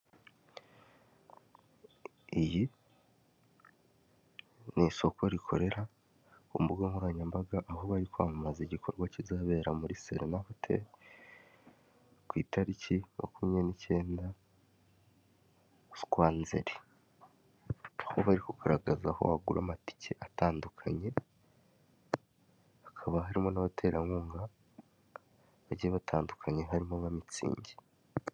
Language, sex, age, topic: Kinyarwanda, male, 18-24, finance